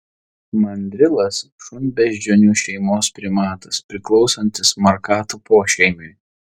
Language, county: Lithuanian, Vilnius